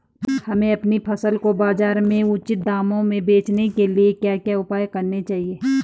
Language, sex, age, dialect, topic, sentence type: Hindi, female, 31-35, Garhwali, agriculture, question